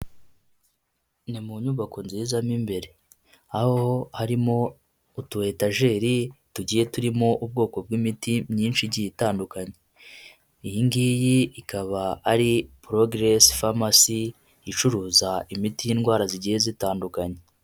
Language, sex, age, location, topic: Kinyarwanda, female, 25-35, Huye, health